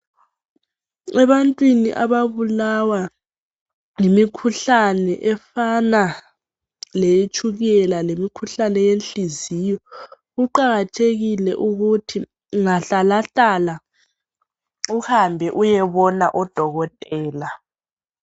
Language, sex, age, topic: North Ndebele, female, 18-24, health